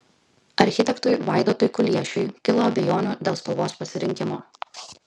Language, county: Lithuanian, Kaunas